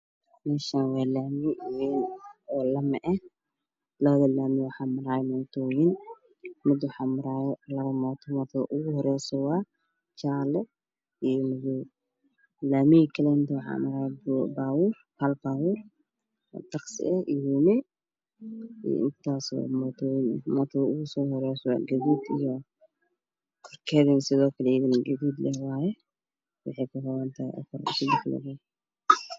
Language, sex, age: Somali, male, 18-24